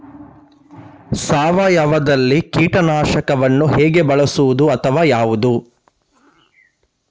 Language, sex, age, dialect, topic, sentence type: Kannada, male, 31-35, Coastal/Dakshin, agriculture, question